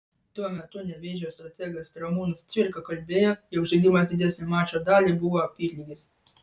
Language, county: Lithuanian, Vilnius